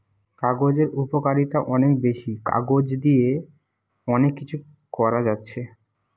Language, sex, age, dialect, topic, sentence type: Bengali, male, 18-24, Western, agriculture, statement